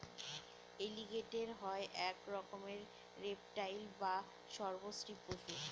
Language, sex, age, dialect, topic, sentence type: Bengali, female, 18-24, Northern/Varendri, agriculture, statement